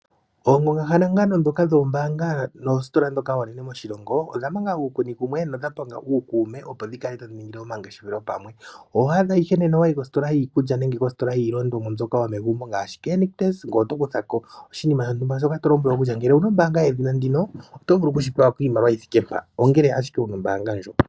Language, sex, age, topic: Oshiwambo, male, 25-35, finance